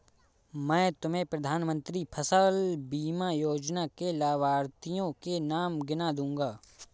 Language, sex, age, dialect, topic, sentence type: Hindi, male, 18-24, Awadhi Bundeli, agriculture, statement